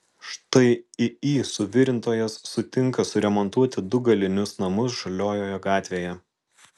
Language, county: Lithuanian, Alytus